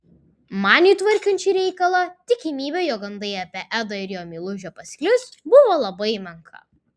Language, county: Lithuanian, Vilnius